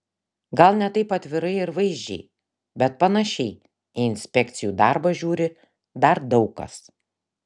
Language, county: Lithuanian, Šiauliai